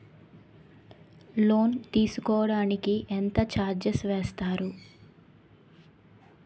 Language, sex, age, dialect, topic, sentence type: Telugu, female, 18-24, Utterandhra, banking, question